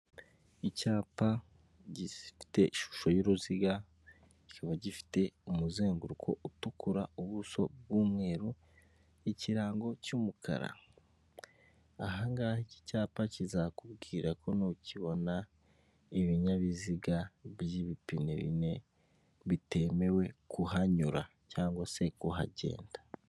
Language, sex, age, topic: Kinyarwanda, male, 25-35, government